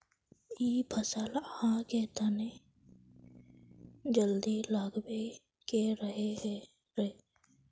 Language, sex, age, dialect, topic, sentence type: Magahi, female, 25-30, Northeastern/Surjapuri, agriculture, question